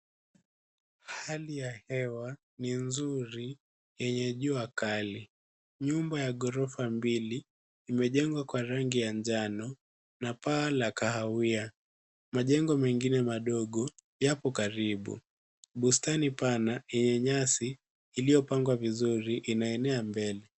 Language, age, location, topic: Swahili, 18-24, Nairobi, finance